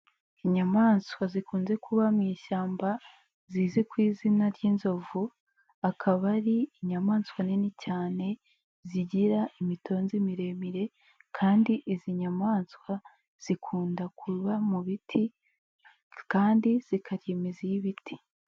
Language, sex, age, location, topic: Kinyarwanda, female, 18-24, Nyagatare, agriculture